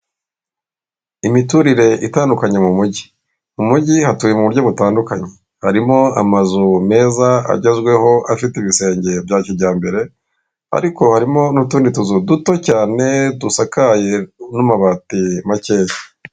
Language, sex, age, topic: Kinyarwanda, female, 36-49, government